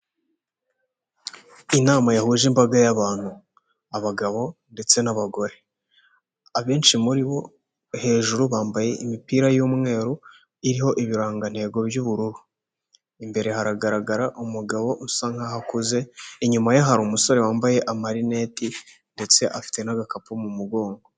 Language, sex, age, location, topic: Kinyarwanda, male, 18-24, Huye, health